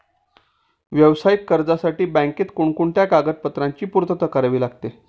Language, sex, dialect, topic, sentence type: Marathi, male, Standard Marathi, banking, question